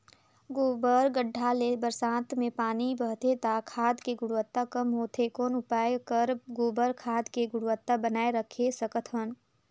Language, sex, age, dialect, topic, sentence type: Chhattisgarhi, female, 18-24, Northern/Bhandar, agriculture, question